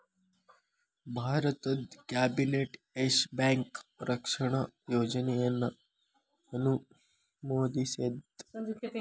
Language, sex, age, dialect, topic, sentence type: Kannada, male, 18-24, Dharwad Kannada, banking, statement